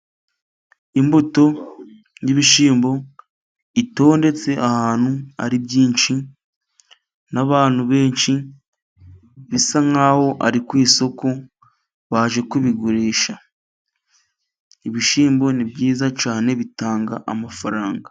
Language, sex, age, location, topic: Kinyarwanda, male, 25-35, Musanze, agriculture